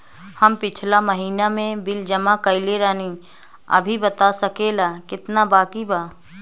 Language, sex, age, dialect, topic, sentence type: Bhojpuri, female, 25-30, Southern / Standard, banking, question